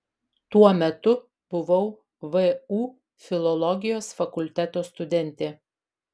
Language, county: Lithuanian, Vilnius